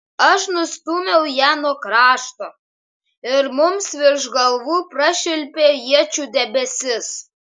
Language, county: Lithuanian, Kaunas